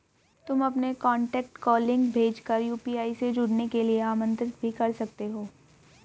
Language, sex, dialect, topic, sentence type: Hindi, female, Hindustani Malvi Khadi Boli, banking, statement